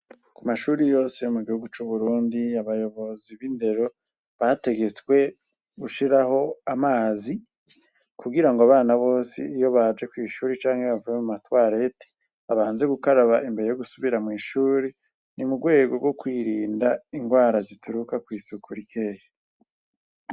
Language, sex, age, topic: Rundi, male, 36-49, education